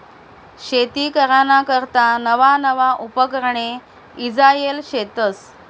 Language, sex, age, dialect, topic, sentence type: Marathi, female, 31-35, Northern Konkan, agriculture, statement